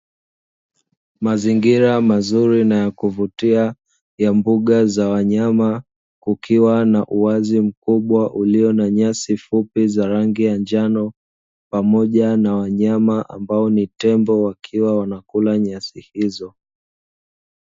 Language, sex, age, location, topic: Swahili, male, 25-35, Dar es Salaam, agriculture